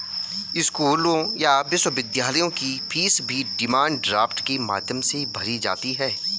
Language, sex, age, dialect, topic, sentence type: Hindi, male, 31-35, Garhwali, banking, statement